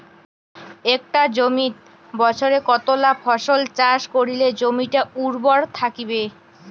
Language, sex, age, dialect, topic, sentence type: Bengali, female, 18-24, Rajbangshi, agriculture, question